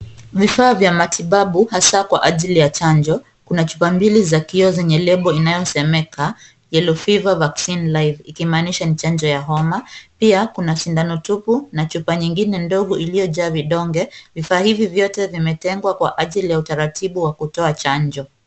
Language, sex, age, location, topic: Swahili, female, 25-35, Kisumu, health